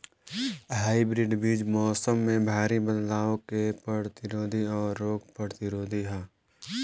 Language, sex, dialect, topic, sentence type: Bhojpuri, male, Southern / Standard, agriculture, statement